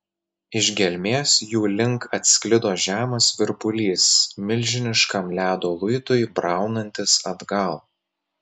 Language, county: Lithuanian, Telšiai